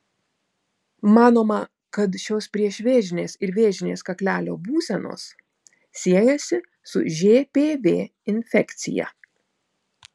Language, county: Lithuanian, Vilnius